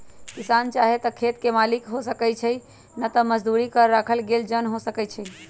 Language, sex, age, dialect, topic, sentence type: Magahi, female, 25-30, Western, agriculture, statement